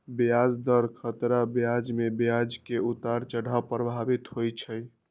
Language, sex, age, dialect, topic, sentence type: Magahi, male, 60-100, Western, banking, statement